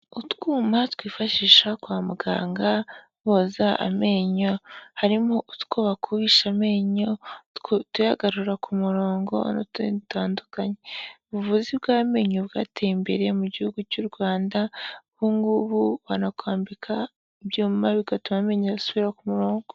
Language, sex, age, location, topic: Kinyarwanda, female, 25-35, Huye, health